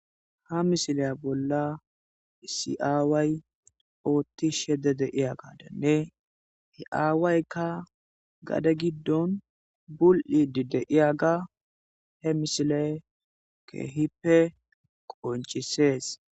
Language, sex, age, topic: Gamo, male, 18-24, agriculture